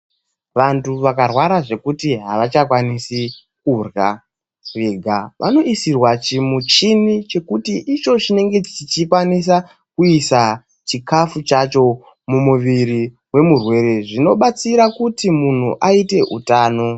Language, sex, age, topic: Ndau, male, 18-24, health